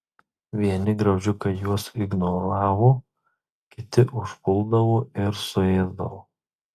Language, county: Lithuanian, Marijampolė